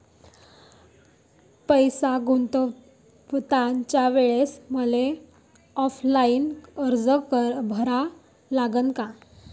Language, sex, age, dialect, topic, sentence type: Marathi, female, 18-24, Varhadi, banking, question